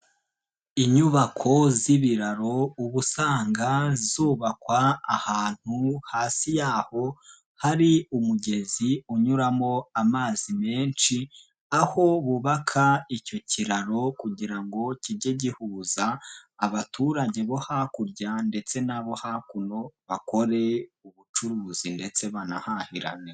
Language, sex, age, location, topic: Kinyarwanda, male, 18-24, Nyagatare, government